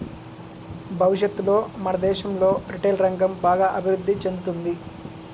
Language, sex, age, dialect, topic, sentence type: Telugu, male, 18-24, Central/Coastal, banking, statement